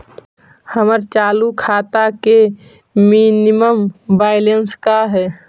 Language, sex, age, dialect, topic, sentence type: Magahi, female, 18-24, Central/Standard, banking, statement